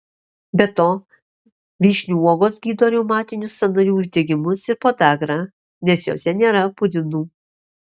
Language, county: Lithuanian, Alytus